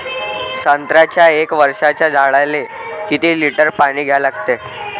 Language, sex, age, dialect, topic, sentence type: Marathi, male, 25-30, Varhadi, agriculture, question